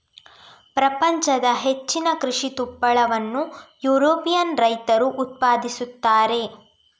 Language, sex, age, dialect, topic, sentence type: Kannada, female, 18-24, Coastal/Dakshin, agriculture, statement